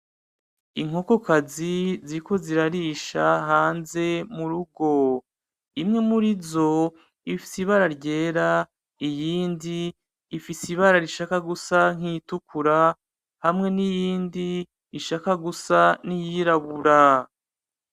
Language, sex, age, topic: Rundi, male, 36-49, agriculture